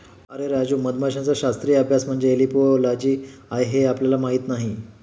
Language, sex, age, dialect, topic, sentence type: Marathi, male, 56-60, Standard Marathi, agriculture, statement